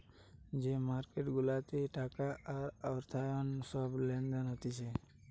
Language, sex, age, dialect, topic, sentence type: Bengali, male, 18-24, Western, banking, statement